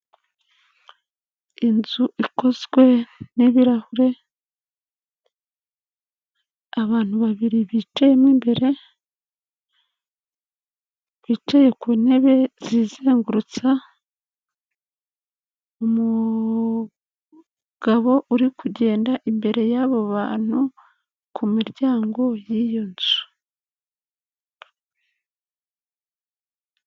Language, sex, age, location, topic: Kinyarwanda, female, 36-49, Kigali, finance